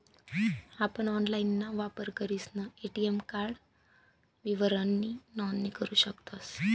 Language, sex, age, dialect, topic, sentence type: Marathi, female, 25-30, Northern Konkan, banking, statement